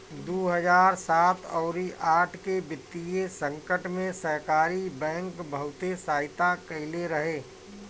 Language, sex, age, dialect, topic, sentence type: Bhojpuri, male, 36-40, Northern, banking, statement